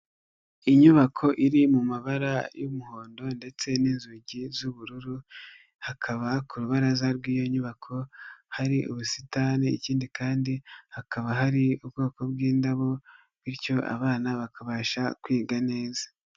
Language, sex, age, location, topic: Kinyarwanda, female, 18-24, Nyagatare, education